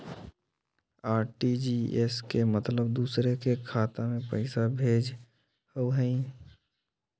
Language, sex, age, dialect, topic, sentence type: Magahi, male, 18-24, Western, banking, question